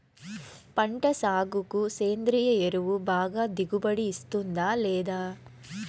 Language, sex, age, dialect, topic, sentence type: Telugu, female, 25-30, Southern, agriculture, question